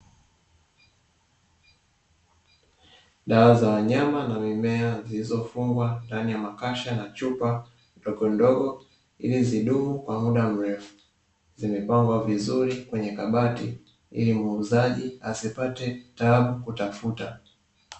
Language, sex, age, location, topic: Swahili, male, 18-24, Dar es Salaam, agriculture